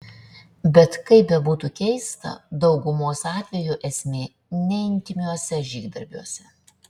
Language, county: Lithuanian, Šiauliai